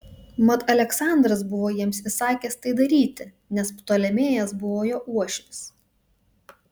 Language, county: Lithuanian, Vilnius